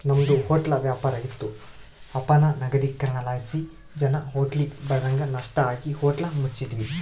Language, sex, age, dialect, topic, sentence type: Kannada, male, 31-35, Central, banking, statement